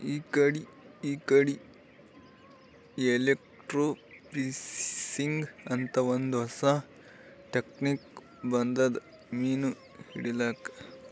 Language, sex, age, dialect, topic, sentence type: Kannada, male, 18-24, Northeastern, agriculture, statement